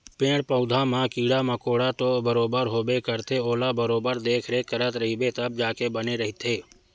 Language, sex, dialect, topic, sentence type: Chhattisgarhi, male, Western/Budati/Khatahi, agriculture, statement